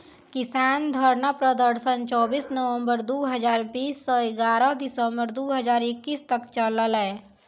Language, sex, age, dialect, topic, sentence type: Maithili, female, 60-100, Angika, agriculture, statement